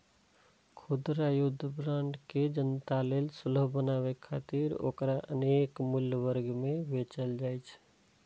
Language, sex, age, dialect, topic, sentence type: Maithili, male, 36-40, Eastern / Thethi, banking, statement